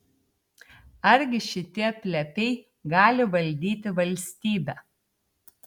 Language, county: Lithuanian, Telšiai